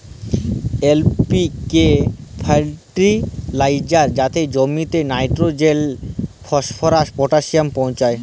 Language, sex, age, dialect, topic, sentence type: Bengali, male, 18-24, Jharkhandi, agriculture, statement